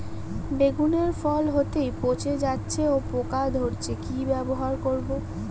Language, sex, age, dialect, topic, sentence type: Bengali, female, 31-35, Rajbangshi, agriculture, question